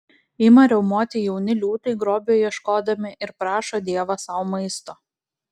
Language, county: Lithuanian, Klaipėda